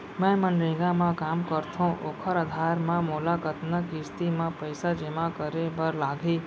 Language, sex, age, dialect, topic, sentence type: Chhattisgarhi, female, 25-30, Central, banking, question